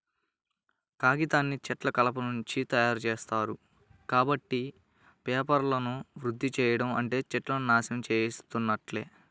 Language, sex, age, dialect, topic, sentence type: Telugu, male, 18-24, Central/Coastal, agriculture, statement